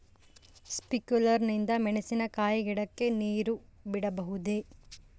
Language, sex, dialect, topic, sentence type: Kannada, female, Central, agriculture, question